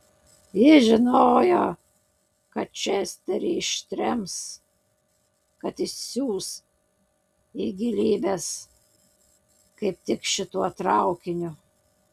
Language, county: Lithuanian, Utena